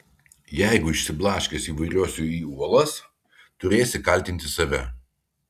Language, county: Lithuanian, Kaunas